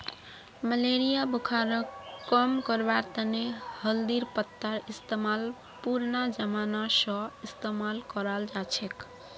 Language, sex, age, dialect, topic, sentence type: Magahi, female, 25-30, Northeastern/Surjapuri, agriculture, statement